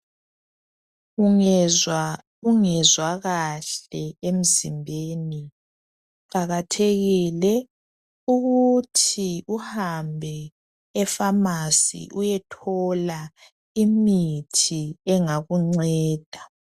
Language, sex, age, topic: North Ndebele, male, 25-35, health